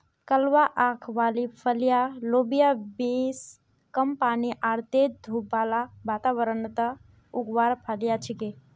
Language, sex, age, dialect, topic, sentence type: Magahi, male, 41-45, Northeastern/Surjapuri, agriculture, statement